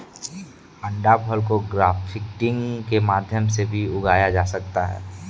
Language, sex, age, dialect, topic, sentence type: Hindi, male, 46-50, Kanauji Braj Bhasha, agriculture, statement